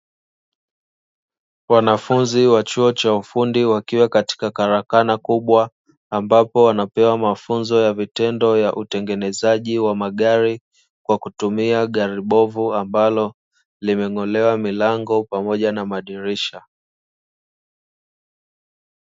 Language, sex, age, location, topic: Swahili, male, 25-35, Dar es Salaam, education